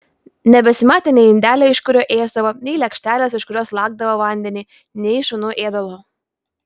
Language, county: Lithuanian, Vilnius